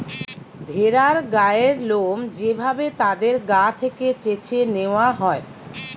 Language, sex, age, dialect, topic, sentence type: Bengali, female, 46-50, Western, agriculture, statement